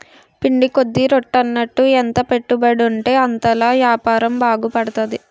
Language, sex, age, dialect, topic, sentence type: Telugu, female, 18-24, Utterandhra, banking, statement